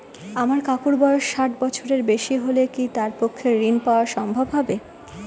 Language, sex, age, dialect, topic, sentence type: Bengali, female, 18-24, Northern/Varendri, banking, statement